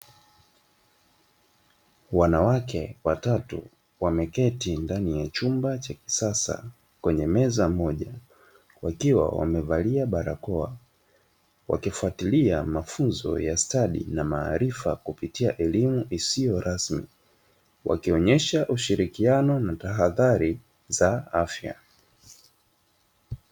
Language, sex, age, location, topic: Swahili, male, 25-35, Dar es Salaam, education